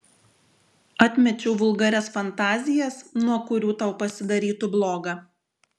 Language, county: Lithuanian, Šiauliai